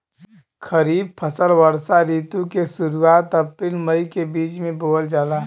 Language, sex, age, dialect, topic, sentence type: Bhojpuri, male, 25-30, Western, agriculture, statement